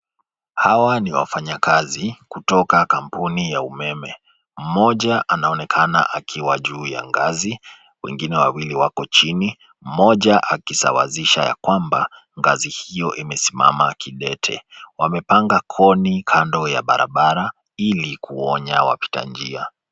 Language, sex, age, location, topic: Swahili, male, 25-35, Nairobi, government